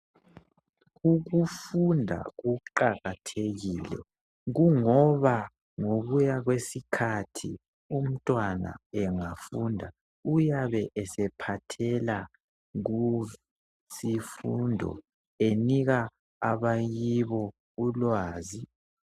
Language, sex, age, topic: North Ndebele, male, 18-24, health